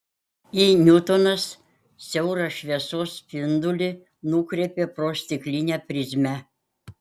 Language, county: Lithuanian, Panevėžys